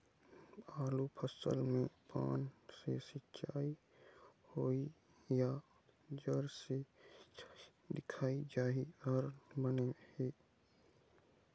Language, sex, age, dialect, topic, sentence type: Chhattisgarhi, male, 51-55, Eastern, agriculture, question